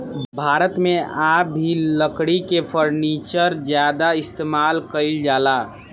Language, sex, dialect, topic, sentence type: Bhojpuri, male, Southern / Standard, agriculture, statement